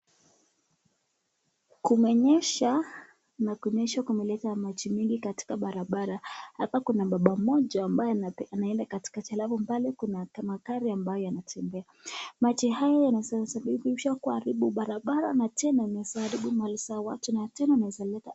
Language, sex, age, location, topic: Swahili, female, 18-24, Nakuru, health